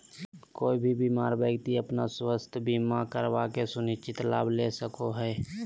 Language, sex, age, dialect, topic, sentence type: Magahi, male, 18-24, Southern, banking, statement